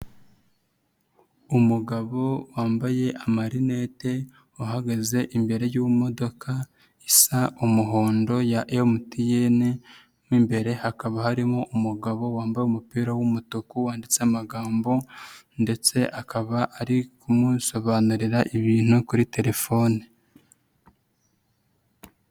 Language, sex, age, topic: Kinyarwanda, male, 25-35, finance